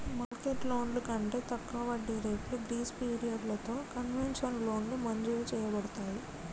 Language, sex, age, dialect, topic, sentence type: Telugu, male, 18-24, Telangana, banking, statement